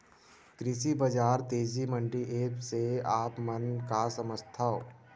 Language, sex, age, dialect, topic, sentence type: Chhattisgarhi, male, 18-24, Western/Budati/Khatahi, agriculture, question